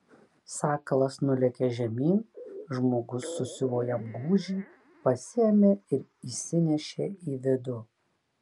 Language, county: Lithuanian, Kaunas